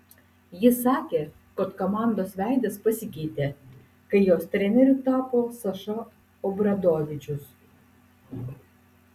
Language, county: Lithuanian, Utena